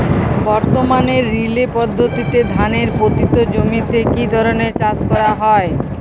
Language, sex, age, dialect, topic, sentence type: Bengali, female, 36-40, Jharkhandi, agriculture, question